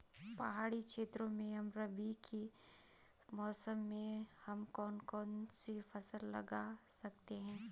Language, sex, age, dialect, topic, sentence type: Hindi, female, 25-30, Garhwali, agriculture, question